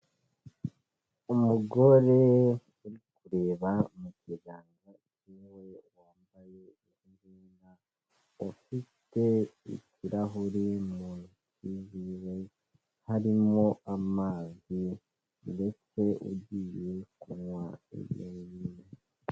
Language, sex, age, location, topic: Kinyarwanda, male, 18-24, Kigali, health